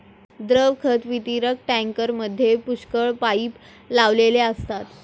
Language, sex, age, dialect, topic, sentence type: Marathi, female, 18-24, Standard Marathi, agriculture, statement